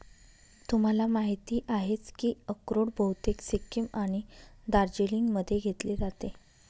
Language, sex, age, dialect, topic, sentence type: Marathi, female, 18-24, Northern Konkan, agriculture, statement